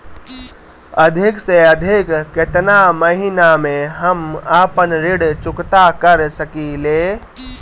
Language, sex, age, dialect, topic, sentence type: Bhojpuri, male, 18-24, Northern, banking, question